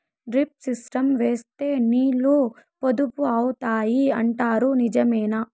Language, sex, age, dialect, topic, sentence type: Telugu, female, 18-24, Southern, agriculture, question